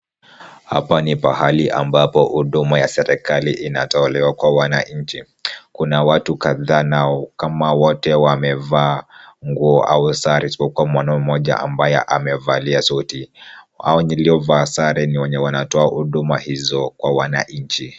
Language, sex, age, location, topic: Swahili, female, 25-35, Kisumu, government